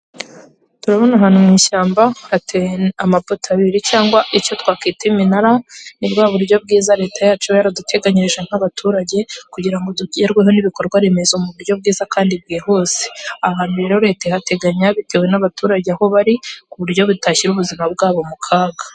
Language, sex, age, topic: Kinyarwanda, female, 18-24, government